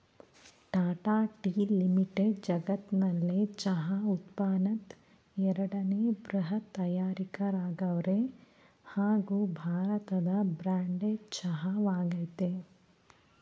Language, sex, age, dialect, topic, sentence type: Kannada, female, 31-35, Mysore Kannada, agriculture, statement